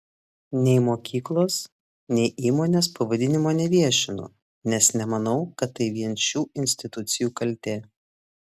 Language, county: Lithuanian, Klaipėda